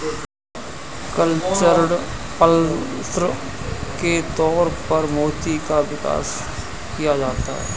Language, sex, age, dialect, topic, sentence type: Hindi, male, 25-30, Kanauji Braj Bhasha, agriculture, statement